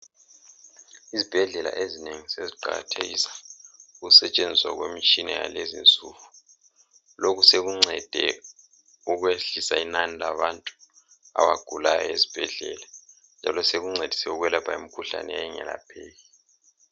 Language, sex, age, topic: North Ndebele, male, 36-49, health